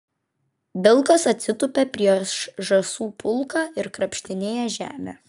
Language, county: Lithuanian, Vilnius